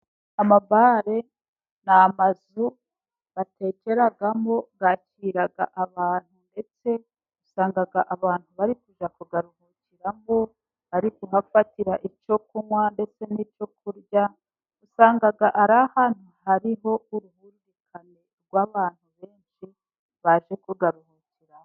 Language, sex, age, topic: Kinyarwanda, female, 36-49, finance